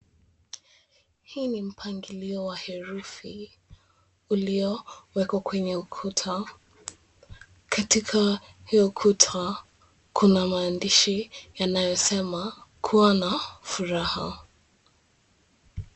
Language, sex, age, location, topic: Swahili, female, 18-24, Mombasa, education